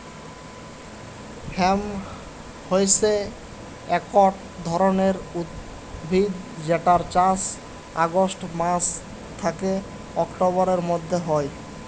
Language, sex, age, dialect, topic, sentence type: Bengali, male, 18-24, Jharkhandi, agriculture, statement